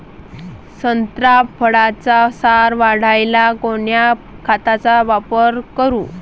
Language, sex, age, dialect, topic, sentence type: Marathi, male, 31-35, Varhadi, agriculture, question